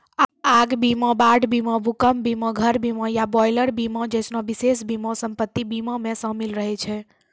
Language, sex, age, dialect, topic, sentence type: Maithili, female, 46-50, Angika, banking, statement